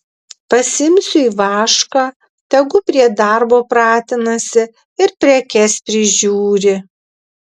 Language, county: Lithuanian, Vilnius